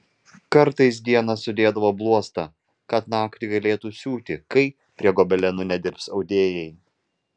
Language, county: Lithuanian, Vilnius